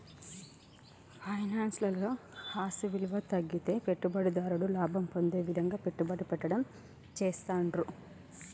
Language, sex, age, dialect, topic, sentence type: Telugu, female, 31-35, Telangana, banking, statement